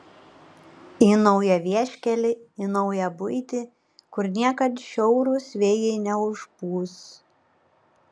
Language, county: Lithuanian, Panevėžys